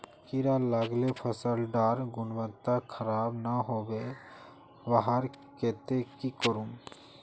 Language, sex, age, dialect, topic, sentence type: Magahi, male, 18-24, Northeastern/Surjapuri, agriculture, question